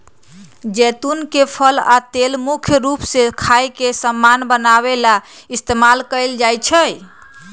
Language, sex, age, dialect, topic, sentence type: Magahi, female, 31-35, Western, agriculture, statement